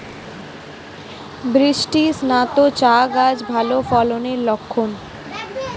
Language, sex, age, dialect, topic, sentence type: Bengali, female, 18-24, Standard Colloquial, agriculture, question